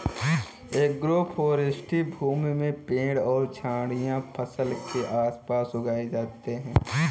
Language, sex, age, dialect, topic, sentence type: Hindi, male, 18-24, Kanauji Braj Bhasha, agriculture, statement